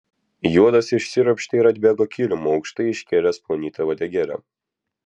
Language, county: Lithuanian, Vilnius